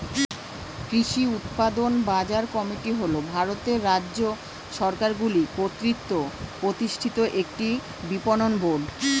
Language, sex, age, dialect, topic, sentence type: Bengali, male, 41-45, Standard Colloquial, agriculture, statement